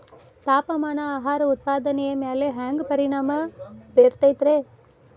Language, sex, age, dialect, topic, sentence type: Kannada, female, 25-30, Dharwad Kannada, agriculture, question